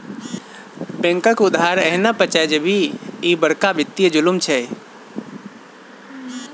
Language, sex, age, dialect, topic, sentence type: Maithili, female, 36-40, Bajjika, banking, statement